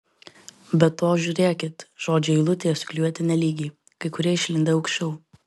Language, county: Lithuanian, Vilnius